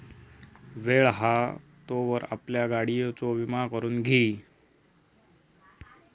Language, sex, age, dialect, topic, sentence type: Marathi, male, 36-40, Southern Konkan, banking, statement